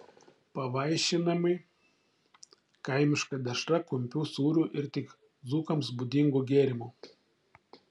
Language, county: Lithuanian, Šiauliai